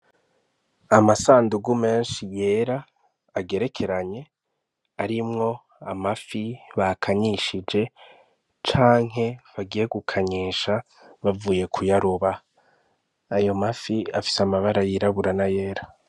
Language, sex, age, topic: Rundi, male, 25-35, agriculture